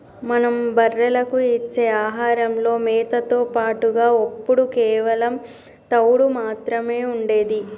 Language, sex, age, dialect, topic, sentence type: Telugu, female, 31-35, Telangana, agriculture, statement